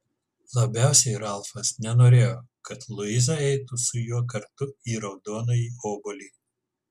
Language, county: Lithuanian, Kaunas